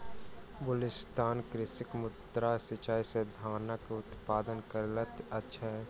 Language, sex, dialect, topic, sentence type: Maithili, male, Southern/Standard, agriculture, statement